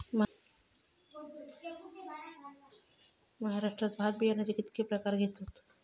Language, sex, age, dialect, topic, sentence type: Marathi, female, 36-40, Southern Konkan, agriculture, question